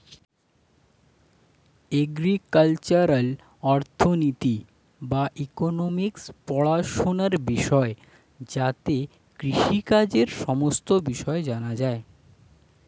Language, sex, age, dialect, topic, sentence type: Bengali, male, 25-30, Standard Colloquial, banking, statement